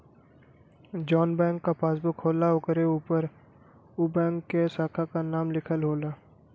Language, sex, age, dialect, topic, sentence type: Bhojpuri, male, 18-24, Western, banking, statement